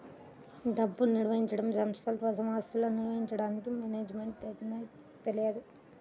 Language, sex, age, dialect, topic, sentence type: Telugu, female, 18-24, Central/Coastal, banking, statement